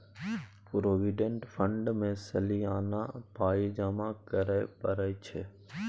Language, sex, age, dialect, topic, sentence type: Maithili, male, 18-24, Bajjika, banking, statement